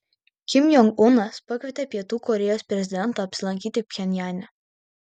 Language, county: Lithuanian, Vilnius